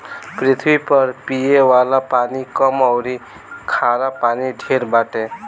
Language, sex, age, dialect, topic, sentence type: Bhojpuri, male, <18, Northern, agriculture, statement